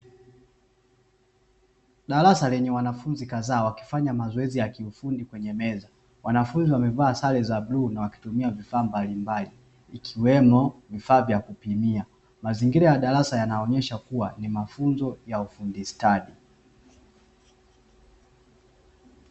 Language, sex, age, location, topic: Swahili, male, 25-35, Dar es Salaam, education